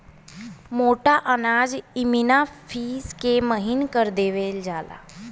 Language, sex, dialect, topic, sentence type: Bhojpuri, female, Western, agriculture, statement